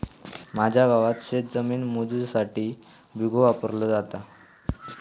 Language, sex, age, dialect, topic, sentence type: Marathi, male, 18-24, Southern Konkan, agriculture, statement